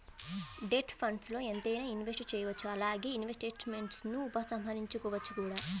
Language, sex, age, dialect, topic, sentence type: Telugu, female, 18-24, Central/Coastal, banking, statement